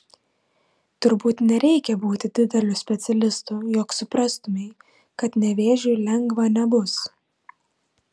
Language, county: Lithuanian, Vilnius